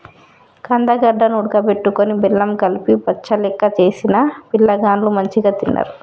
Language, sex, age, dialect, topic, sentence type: Telugu, female, 31-35, Telangana, agriculture, statement